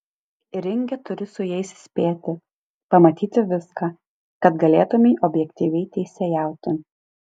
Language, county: Lithuanian, Alytus